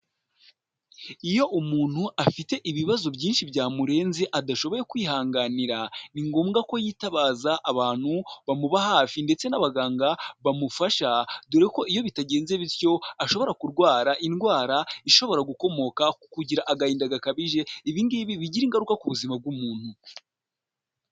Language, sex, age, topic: Kinyarwanda, male, 18-24, health